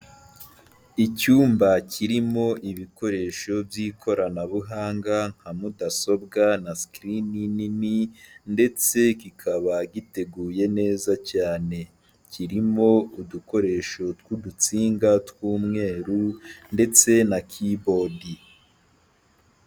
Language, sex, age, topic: Kinyarwanda, male, 18-24, health